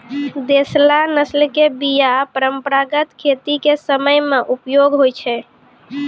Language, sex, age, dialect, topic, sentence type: Maithili, female, 18-24, Angika, agriculture, statement